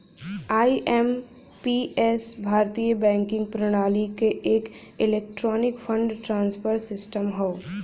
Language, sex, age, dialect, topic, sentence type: Bhojpuri, female, 18-24, Western, banking, statement